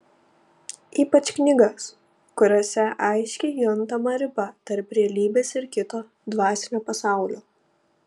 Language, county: Lithuanian, Panevėžys